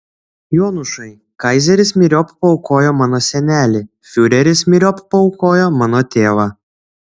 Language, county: Lithuanian, Šiauliai